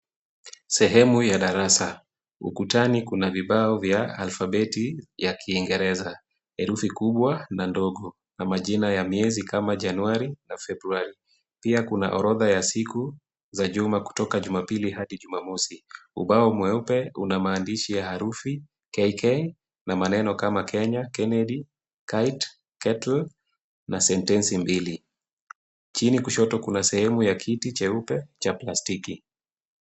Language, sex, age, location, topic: Swahili, female, 18-24, Kisumu, education